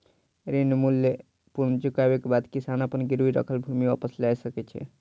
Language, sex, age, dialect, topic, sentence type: Maithili, male, 36-40, Southern/Standard, banking, statement